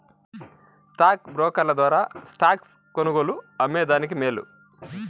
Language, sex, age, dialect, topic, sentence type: Telugu, male, 41-45, Southern, banking, statement